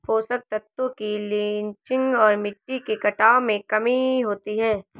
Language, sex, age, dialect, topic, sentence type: Hindi, female, 18-24, Marwari Dhudhari, agriculture, statement